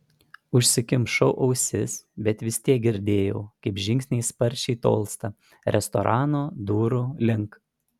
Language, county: Lithuanian, Panevėžys